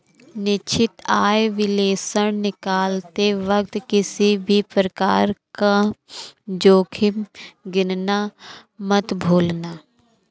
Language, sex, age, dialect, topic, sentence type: Hindi, female, 25-30, Awadhi Bundeli, banking, statement